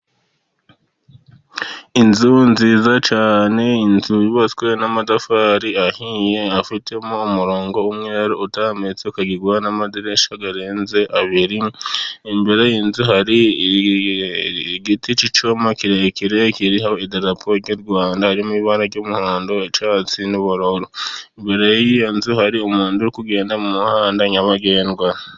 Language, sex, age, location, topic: Kinyarwanda, male, 50+, Musanze, government